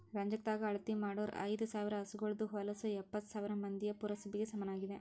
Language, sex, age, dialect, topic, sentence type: Kannada, female, 18-24, Northeastern, agriculture, statement